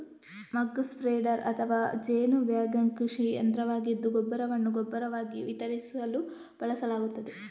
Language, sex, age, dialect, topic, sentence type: Kannada, female, 18-24, Coastal/Dakshin, agriculture, statement